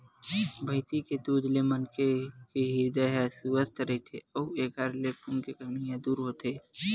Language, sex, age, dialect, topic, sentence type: Chhattisgarhi, male, 18-24, Western/Budati/Khatahi, agriculture, statement